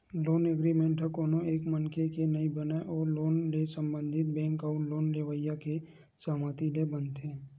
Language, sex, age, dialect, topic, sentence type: Chhattisgarhi, male, 18-24, Western/Budati/Khatahi, banking, statement